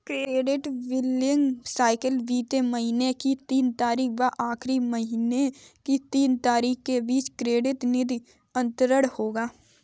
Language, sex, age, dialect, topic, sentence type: Hindi, female, 18-24, Kanauji Braj Bhasha, banking, statement